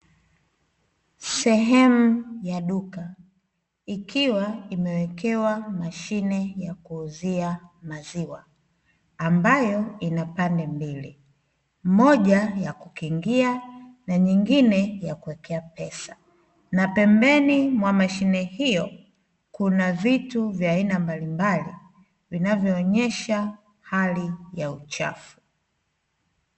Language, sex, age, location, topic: Swahili, female, 25-35, Dar es Salaam, finance